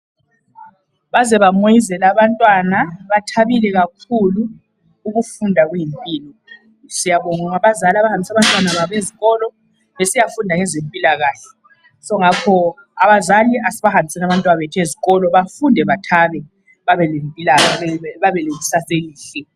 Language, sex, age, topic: North Ndebele, female, 36-49, education